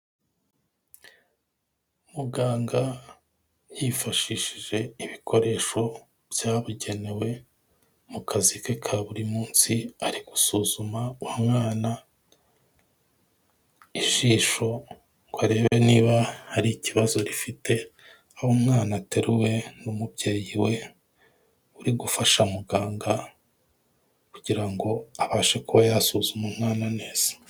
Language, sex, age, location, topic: Kinyarwanda, male, 25-35, Kigali, health